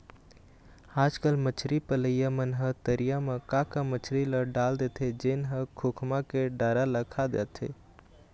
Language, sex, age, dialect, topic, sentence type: Chhattisgarhi, male, 18-24, Eastern, agriculture, statement